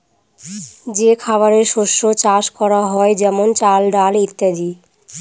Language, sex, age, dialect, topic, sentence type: Bengali, female, 25-30, Northern/Varendri, agriculture, statement